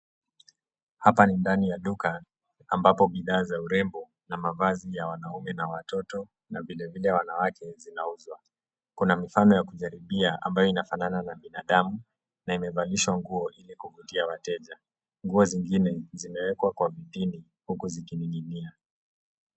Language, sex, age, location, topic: Swahili, male, 18-24, Nairobi, finance